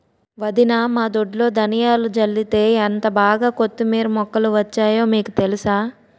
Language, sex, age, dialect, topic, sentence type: Telugu, female, 18-24, Utterandhra, agriculture, statement